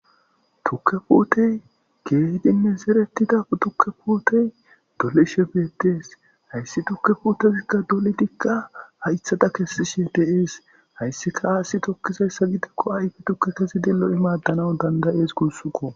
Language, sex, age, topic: Gamo, male, 25-35, agriculture